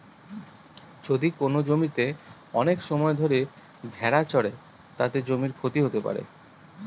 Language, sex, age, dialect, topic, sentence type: Bengali, male, 31-35, Northern/Varendri, agriculture, statement